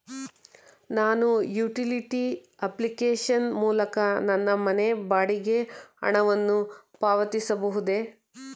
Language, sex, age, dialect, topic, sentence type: Kannada, female, 31-35, Mysore Kannada, banking, question